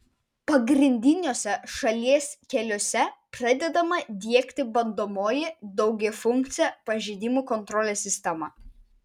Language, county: Lithuanian, Vilnius